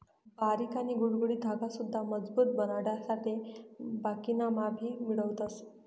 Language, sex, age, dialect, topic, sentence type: Marathi, female, 18-24, Northern Konkan, agriculture, statement